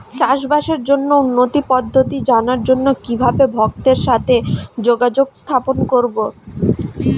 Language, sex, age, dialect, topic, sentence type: Bengali, female, 25-30, Standard Colloquial, agriculture, question